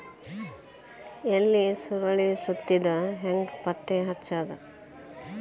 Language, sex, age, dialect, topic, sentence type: Kannada, male, 18-24, Dharwad Kannada, agriculture, question